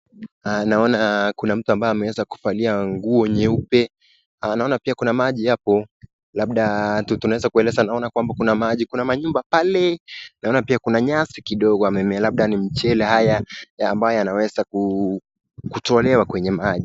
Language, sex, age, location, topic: Swahili, male, 18-24, Nakuru, health